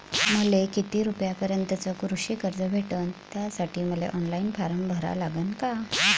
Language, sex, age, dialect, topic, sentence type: Marathi, female, 36-40, Varhadi, banking, question